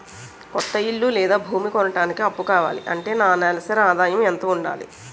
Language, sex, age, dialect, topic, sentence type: Telugu, female, 41-45, Utterandhra, banking, question